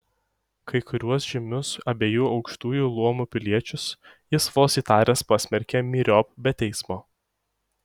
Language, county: Lithuanian, Šiauliai